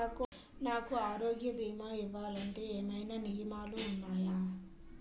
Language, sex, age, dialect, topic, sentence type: Telugu, female, 18-24, Utterandhra, banking, question